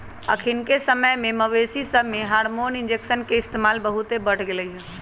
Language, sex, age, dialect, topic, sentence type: Magahi, male, 18-24, Western, agriculture, statement